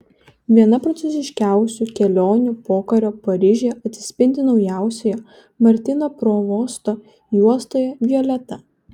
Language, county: Lithuanian, Panevėžys